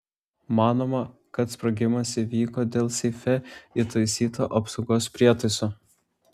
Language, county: Lithuanian, Klaipėda